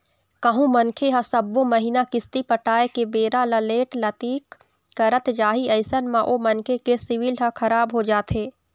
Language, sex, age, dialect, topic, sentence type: Chhattisgarhi, female, 18-24, Eastern, banking, statement